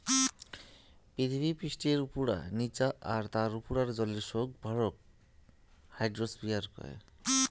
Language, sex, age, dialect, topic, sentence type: Bengali, male, 31-35, Rajbangshi, agriculture, statement